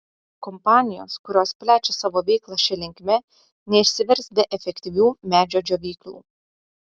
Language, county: Lithuanian, Utena